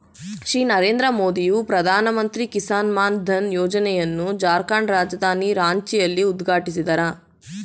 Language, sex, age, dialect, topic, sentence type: Kannada, female, 18-24, Mysore Kannada, agriculture, statement